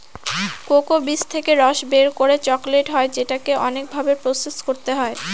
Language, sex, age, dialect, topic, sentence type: Bengali, female, <18, Northern/Varendri, agriculture, statement